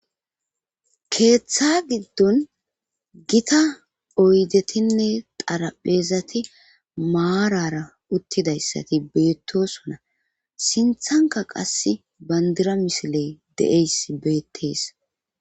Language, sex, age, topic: Gamo, female, 25-35, government